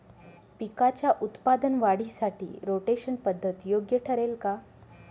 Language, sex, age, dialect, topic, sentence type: Marathi, female, 25-30, Northern Konkan, agriculture, question